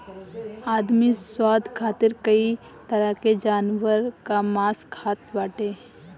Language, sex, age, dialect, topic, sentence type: Bhojpuri, female, 18-24, Northern, agriculture, statement